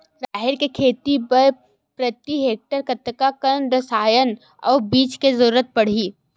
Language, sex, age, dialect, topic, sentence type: Chhattisgarhi, female, 18-24, Western/Budati/Khatahi, agriculture, question